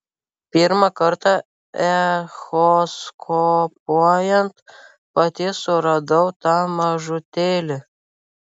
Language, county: Lithuanian, Vilnius